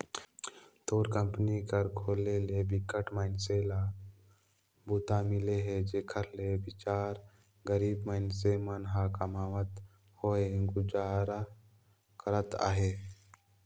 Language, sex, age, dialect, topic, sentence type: Chhattisgarhi, male, 18-24, Northern/Bhandar, banking, statement